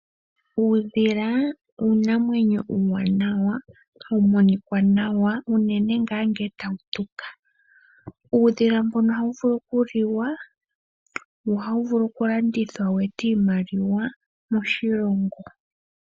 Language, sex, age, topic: Oshiwambo, female, 18-24, agriculture